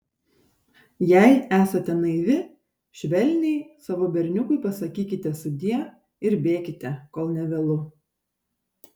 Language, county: Lithuanian, Šiauliai